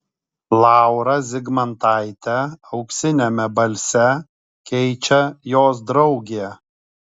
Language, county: Lithuanian, Kaunas